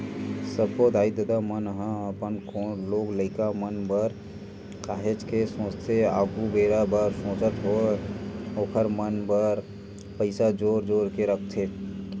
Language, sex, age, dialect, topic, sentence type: Chhattisgarhi, male, 18-24, Western/Budati/Khatahi, banking, statement